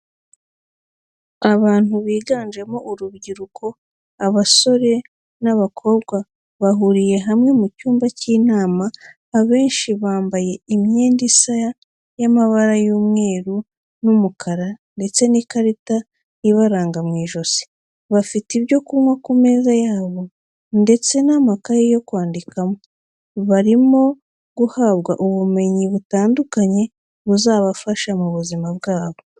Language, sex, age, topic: Kinyarwanda, female, 36-49, education